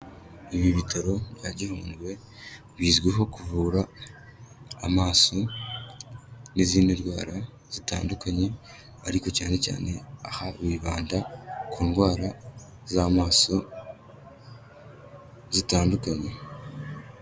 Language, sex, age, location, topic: Kinyarwanda, male, 18-24, Kigali, health